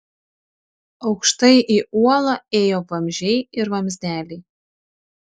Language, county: Lithuanian, Šiauliai